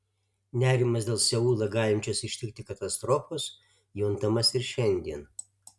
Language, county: Lithuanian, Alytus